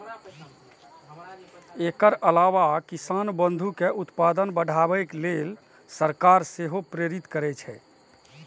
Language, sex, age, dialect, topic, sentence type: Maithili, male, 46-50, Eastern / Thethi, agriculture, statement